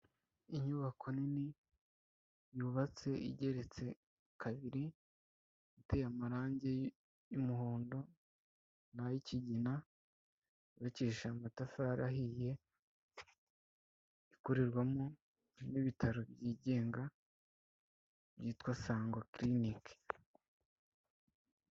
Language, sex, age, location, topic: Kinyarwanda, male, 25-35, Kigali, health